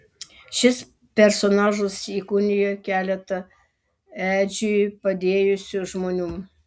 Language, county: Lithuanian, Vilnius